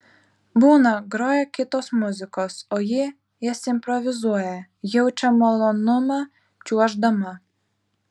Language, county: Lithuanian, Vilnius